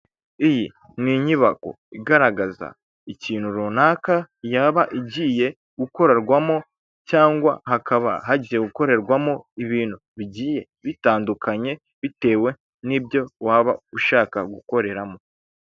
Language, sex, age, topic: Kinyarwanda, male, 25-35, finance